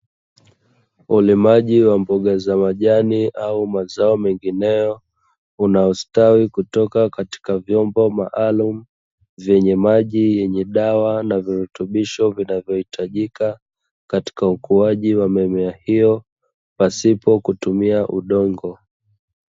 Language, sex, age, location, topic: Swahili, male, 25-35, Dar es Salaam, agriculture